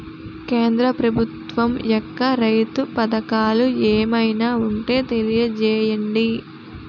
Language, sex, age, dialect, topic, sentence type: Telugu, female, 18-24, Utterandhra, agriculture, question